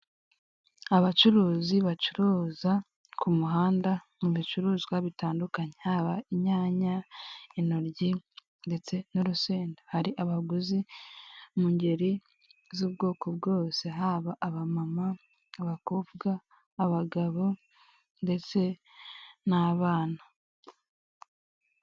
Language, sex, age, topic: Kinyarwanda, female, 18-24, finance